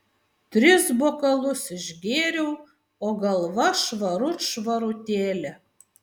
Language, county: Lithuanian, Vilnius